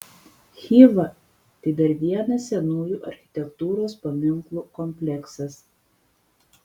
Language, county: Lithuanian, Panevėžys